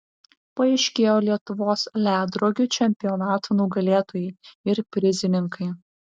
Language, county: Lithuanian, Vilnius